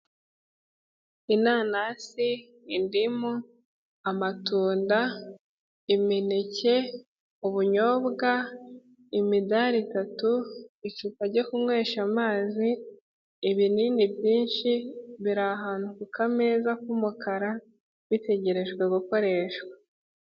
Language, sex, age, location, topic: Kinyarwanda, female, 18-24, Kigali, health